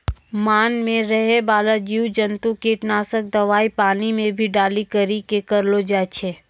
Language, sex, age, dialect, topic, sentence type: Maithili, female, 18-24, Angika, agriculture, statement